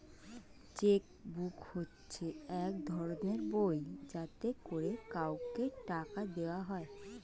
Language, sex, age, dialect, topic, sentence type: Bengali, female, 25-30, Standard Colloquial, banking, statement